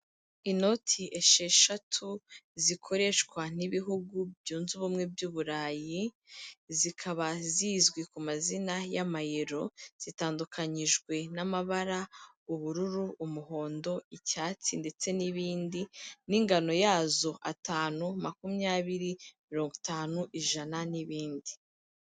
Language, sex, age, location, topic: Kinyarwanda, female, 25-35, Kigali, finance